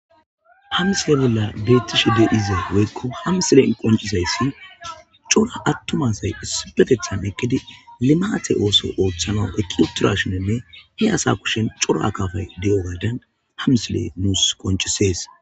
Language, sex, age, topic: Gamo, male, 25-35, agriculture